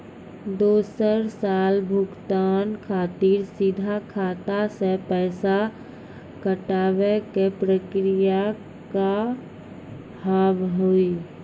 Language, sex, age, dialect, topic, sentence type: Maithili, female, 18-24, Angika, banking, question